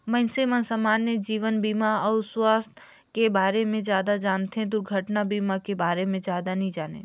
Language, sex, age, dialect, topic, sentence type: Chhattisgarhi, female, 18-24, Northern/Bhandar, banking, statement